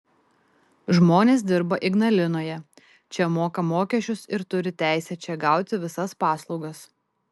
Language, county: Lithuanian, Tauragė